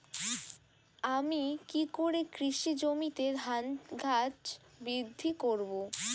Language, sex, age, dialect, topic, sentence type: Bengali, female, 60-100, Rajbangshi, agriculture, question